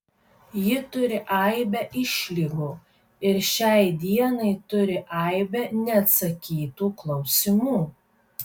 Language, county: Lithuanian, Kaunas